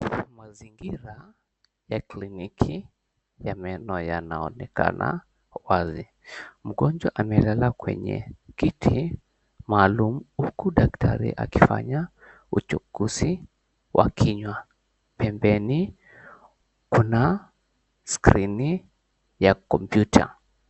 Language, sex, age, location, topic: Swahili, male, 18-24, Mombasa, health